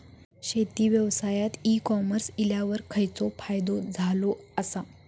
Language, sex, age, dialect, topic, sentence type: Marathi, female, 18-24, Southern Konkan, agriculture, question